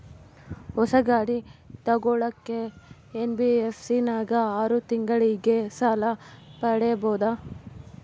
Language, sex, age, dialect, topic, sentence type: Kannada, female, 18-24, Central, banking, question